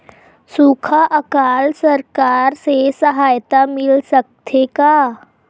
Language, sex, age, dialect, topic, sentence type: Chhattisgarhi, female, 25-30, Western/Budati/Khatahi, agriculture, question